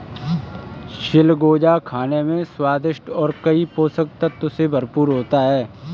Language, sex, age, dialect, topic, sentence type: Hindi, male, 18-24, Kanauji Braj Bhasha, agriculture, statement